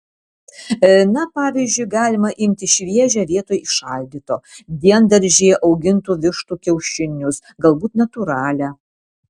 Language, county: Lithuanian, Vilnius